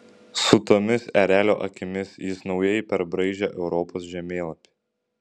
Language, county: Lithuanian, Šiauliai